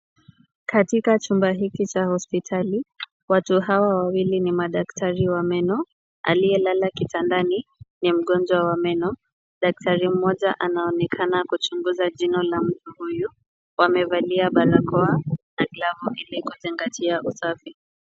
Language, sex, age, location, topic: Swahili, female, 25-35, Kisumu, health